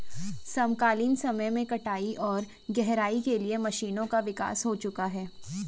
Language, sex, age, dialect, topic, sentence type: Hindi, female, 25-30, Garhwali, agriculture, statement